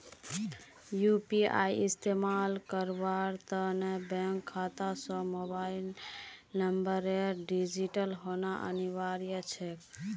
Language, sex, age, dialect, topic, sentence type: Magahi, female, 18-24, Northeastern/Surjapuri, banking, statement